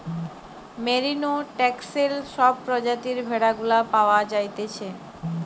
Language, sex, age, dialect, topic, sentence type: Bengali, female, 25-30, Western, agriculture, statement